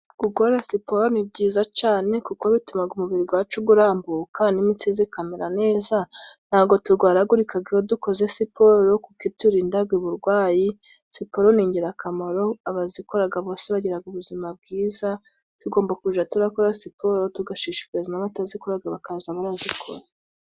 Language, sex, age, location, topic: Kinyarwanda, female, 25-35, Musanze, government